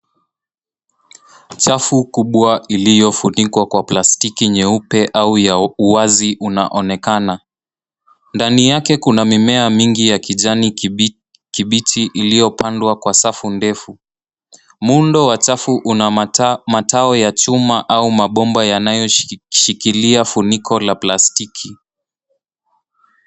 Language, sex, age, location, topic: Swahili, male, 18-24, Nairobi, agriculture